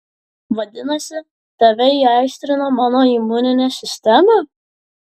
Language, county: Lithuanian, Klaipėda